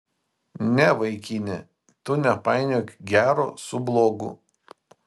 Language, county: Lithuanian, Vilnius